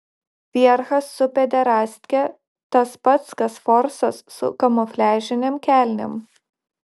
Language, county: Lithuanian, Šiauliai